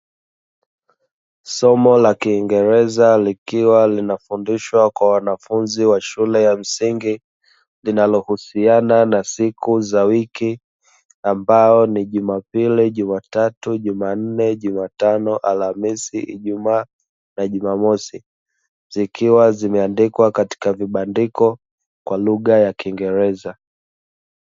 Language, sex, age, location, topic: Swahili, male, 25-35, Dar es Salaam, education